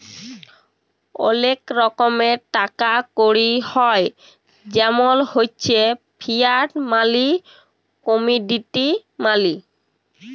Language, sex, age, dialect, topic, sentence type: Bengali, female, 18-24, Jharkhandi, banking, statement